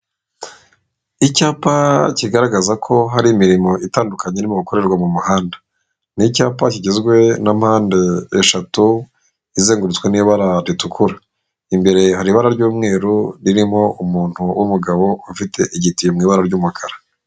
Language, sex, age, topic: Kinyarwanda, male, 25-35, government